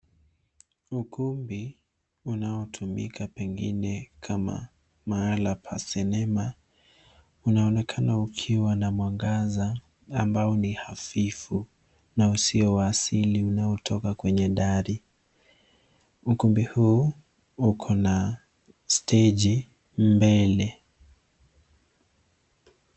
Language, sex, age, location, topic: Swahili, male, 25-35, Nairobi, education